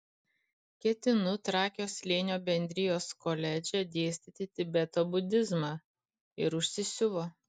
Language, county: Lithuanian, Kaunas